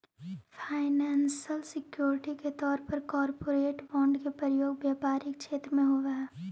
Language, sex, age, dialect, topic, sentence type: Magahi, female, 18-24, Central/Standard, banking, statement